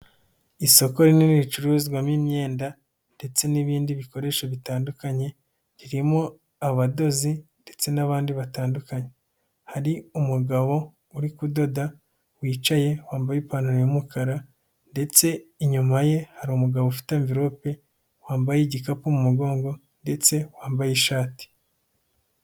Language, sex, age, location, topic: Kinyarwanda, male, 18-24, Nyagatare, finance